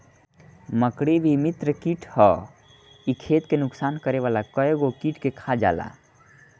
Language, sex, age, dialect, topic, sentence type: Bhojpuri, male, 18-24, Northern, agriculture, statement